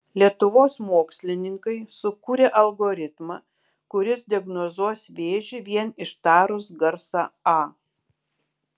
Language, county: Lithuanian, Kaunas